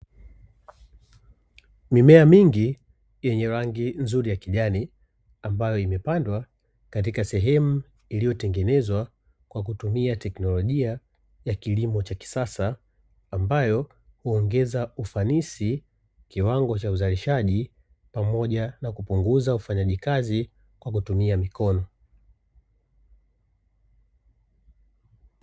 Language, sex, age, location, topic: Swahili, male, 25-35, Dar es Salaam, agriculture